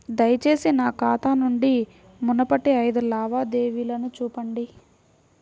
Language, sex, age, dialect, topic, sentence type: Telugu, female, 41-45, Central/Coastal, banking, statement